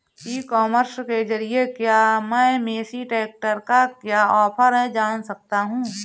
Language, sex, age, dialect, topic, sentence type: Hindi, female, 31-35, Marwari Dhudhari, agriculture, question